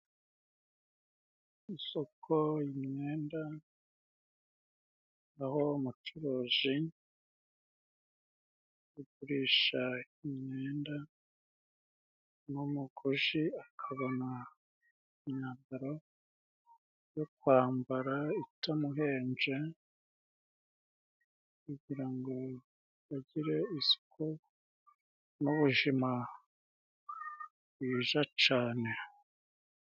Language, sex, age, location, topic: Kinyarwanda, male, 36-49, Musanze, finance